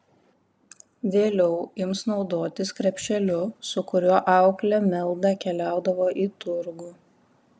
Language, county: Lithuanian, Šiauliai